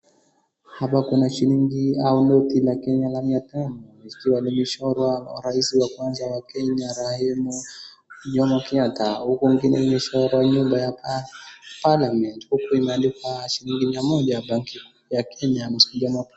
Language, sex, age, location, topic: Swahili, male, 25-35, Wajir, finance